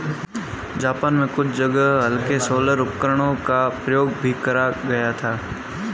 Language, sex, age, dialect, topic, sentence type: Hindi, male, 25-30, Marwari Dhudhari, agriculture, statement